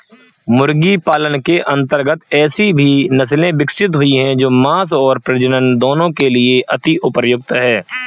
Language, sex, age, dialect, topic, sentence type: Hindi, male, 25-30, Kanauji Braj Bhasha, agriculture, statement